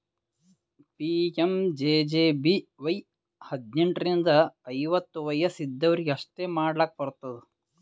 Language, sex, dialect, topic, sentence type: Kannada, male, Northeastern, banking, statement